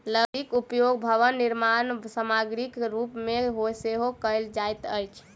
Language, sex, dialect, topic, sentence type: Maithili, female, Southern/Standard, agriculture, statement